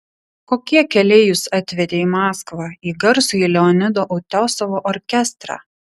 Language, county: Lithuanian, Vilnius